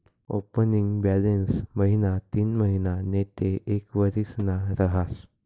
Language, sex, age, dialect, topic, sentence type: Marathi, male, 18-24, Northern Konkan, banking, statement